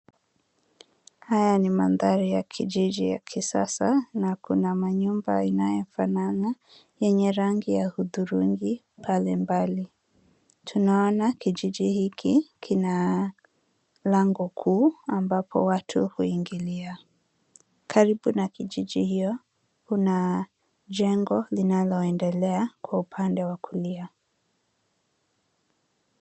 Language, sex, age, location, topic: Swahili, female, 25-35, Nairobi, finance